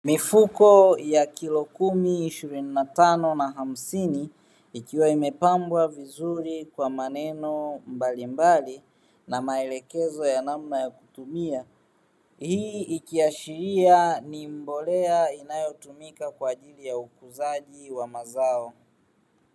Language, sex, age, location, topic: Swahili, male, 36-49, Dar es Salaam, agriculture